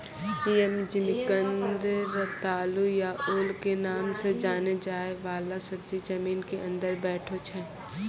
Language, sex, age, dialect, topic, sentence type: Maithili, female, 18-24, Angika, agriculture, statement